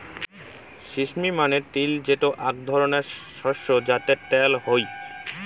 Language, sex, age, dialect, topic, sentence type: Bengali, male, 18-24, Rajbangshi, agriculture, statement